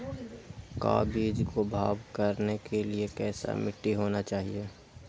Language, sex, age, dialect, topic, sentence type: Magahi, male, 18-24, Western, agriculture, question